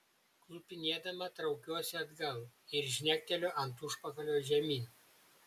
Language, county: Lithuanian, Šiauliai